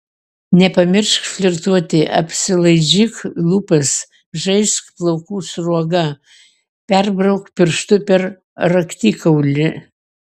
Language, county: Lithuanian, Vilnius